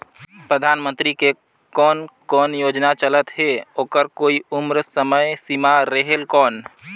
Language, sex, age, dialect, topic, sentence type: Chhattisgarhi, male, 31-35, Northern/Bhandar, banking, question